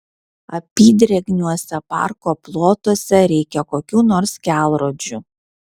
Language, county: Lithuanian, Vilnius